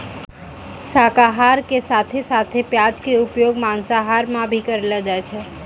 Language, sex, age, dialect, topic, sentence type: Maithili, female, 18-24, Angika, agriculture, statement